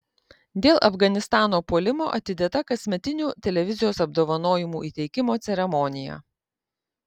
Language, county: Lithuanian, Kaunas